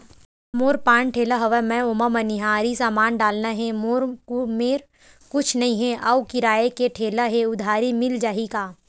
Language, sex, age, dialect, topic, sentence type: Chhattisgarhi, female, 18-24, Western/Budati/Khatahi, banking, question